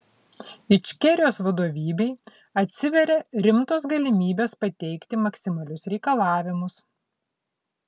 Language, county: Lithuanian, Vilnius